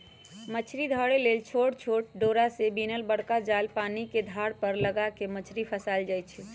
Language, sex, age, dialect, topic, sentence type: Magahi, female, 18-24, Western, agriculture, statement